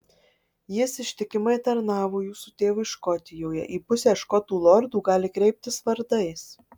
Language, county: Lithuanian, Marijampolė